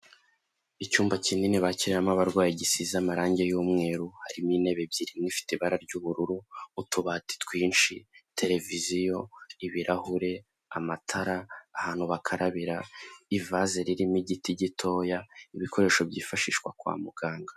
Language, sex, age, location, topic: Kinyarwanda, male, 18-24, Kigali, health